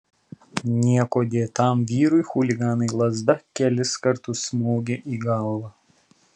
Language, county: Lithuanian, Telšiai